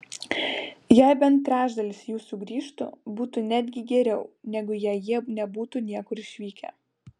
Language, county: Lithuanian, Vilnius